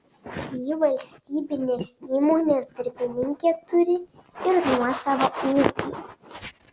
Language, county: Lithuanian, Panevėžys